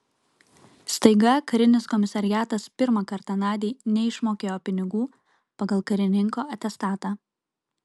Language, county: Lithuanian, Kaunas